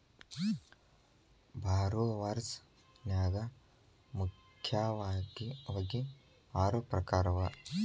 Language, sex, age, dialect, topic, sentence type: Kannada, male, 18-24, Dharwad Kannada, banking, statement